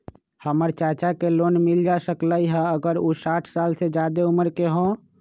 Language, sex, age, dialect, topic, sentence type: Magahi, male, 25-30, Western, banking, statement